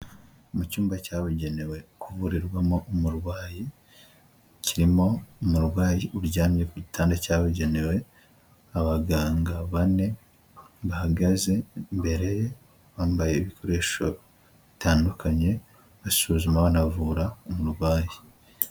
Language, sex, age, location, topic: Kinyarwanda, male, 25-35, Huye, health